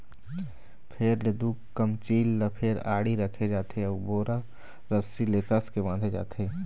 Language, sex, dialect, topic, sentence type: Chhattisgarhi, male, Eastern, agriculture, statement